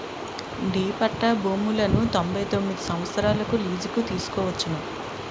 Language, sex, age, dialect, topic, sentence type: Telugu, female, 36-40, Utterandhra, banking, statement